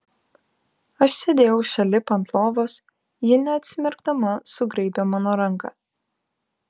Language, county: Lithuanian, Kaunas